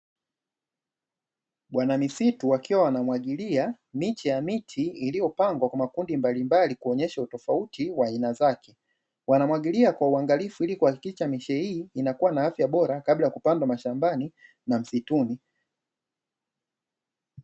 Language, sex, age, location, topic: Swahili, male, 25-35, Dar es Salaam, agriculture